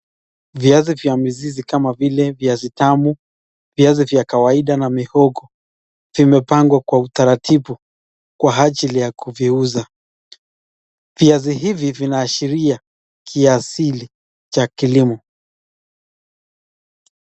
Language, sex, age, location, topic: Swahili, male, 25-35, Nakuru, finance